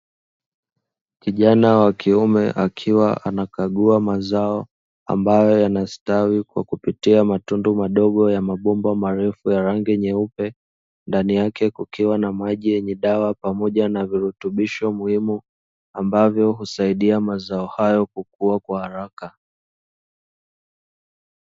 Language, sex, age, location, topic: Swahili, male, 18-24, Dar es Salaam, agriculture